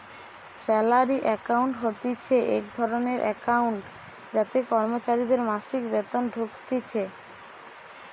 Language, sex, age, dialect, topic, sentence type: Bengali, male, 60-100, Western, banking, statement